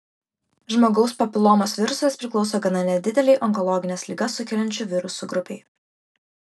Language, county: Lithuanian, Vilnius